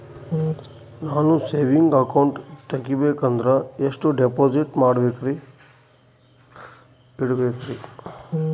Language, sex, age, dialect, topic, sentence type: Kannada, male, 31-35, Central, banking, question